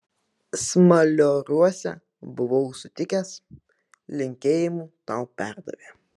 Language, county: Lithuanian, Vilnius